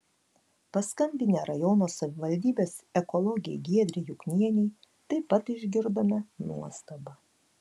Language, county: Lithuanian, Klaipėda